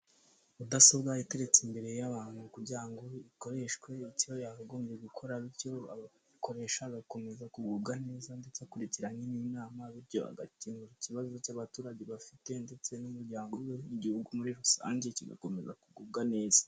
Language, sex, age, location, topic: Kinyarwanda, male, 18-24, Kigali, government